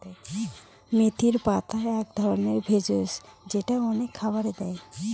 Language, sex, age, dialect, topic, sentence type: Bengali, female, 18-24, Northern/Varendri, agriculture, statement